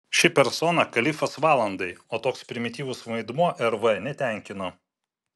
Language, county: Lithuanian, Vilnius